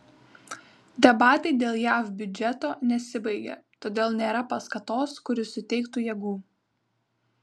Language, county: Lithuanian, Vilnius